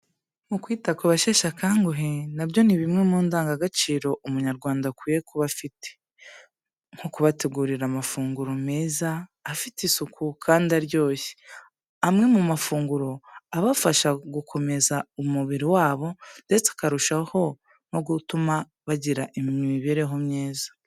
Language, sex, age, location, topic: Kinyarwanda, female, 18-24, Kigali, health